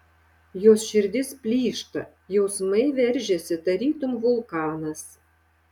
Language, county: Lithuanian, Šiauliai